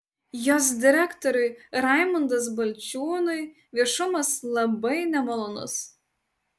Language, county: Lithuanian, Utena